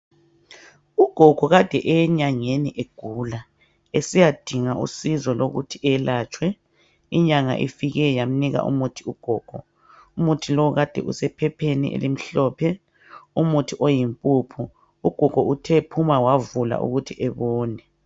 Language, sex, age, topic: North Ndebele, male, 50+, health